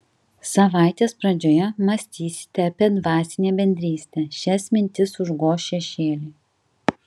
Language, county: Lithuanian, Kaunas